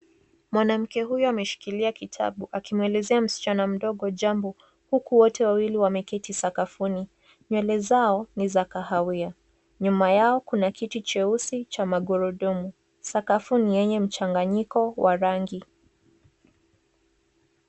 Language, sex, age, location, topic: Swahili, female, 18-24, Nairobi, education